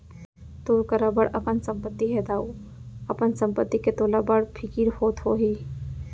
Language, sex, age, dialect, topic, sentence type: Chhattisgarhi, female, 18-24, Central, banking, statement